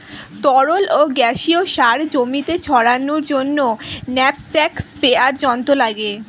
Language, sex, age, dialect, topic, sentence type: Bengali, female, 18-24, Standard Colloquial, agriculture, statement